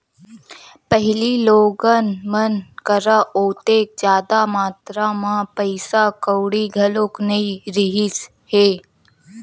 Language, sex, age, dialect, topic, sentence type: Chhattisgarhi, female, 18-24, Western/Budati/Khatahi, banking, statement